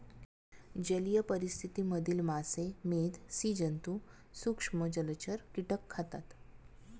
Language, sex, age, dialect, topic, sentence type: Marathi, female, 31-35, Standard Marathi, agriculture, statement